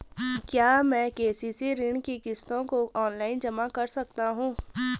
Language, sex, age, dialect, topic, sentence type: Hindi, female, 18-24, Garhwali, banking, question